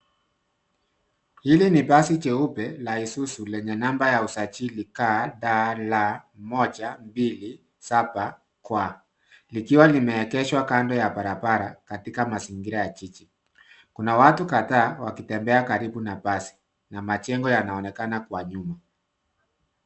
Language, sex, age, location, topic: Swahili, male, 50+, Nairobi, government